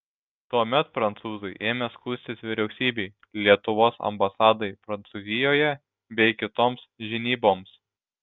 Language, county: Lithuanian, Šiauliai